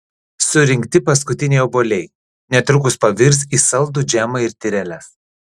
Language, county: Lithuanian, Klaipėda